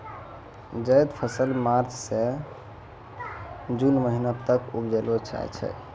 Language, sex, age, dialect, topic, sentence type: Maithili, male, 18-24, Angika, agriculture, statement